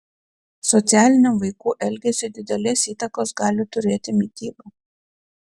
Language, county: Lithuanian, Klaipėda